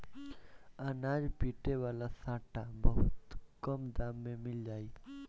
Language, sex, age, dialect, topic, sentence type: Bhojpuri, male, 18-24, Northern, agriculture, statement